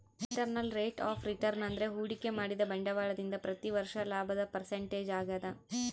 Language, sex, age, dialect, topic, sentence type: Kannada, female, 31-35, Central, banking, statement